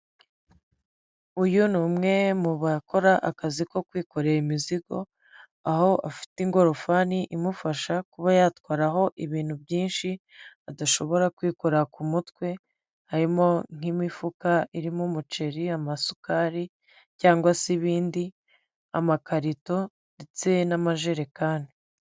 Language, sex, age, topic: Kinyarwanda, female, 25-35, government